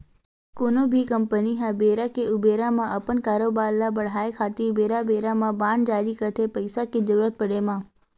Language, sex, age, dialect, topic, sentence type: Chhattisgarhi, female, 18-24, Western/Budati/Khatahi, banking, statement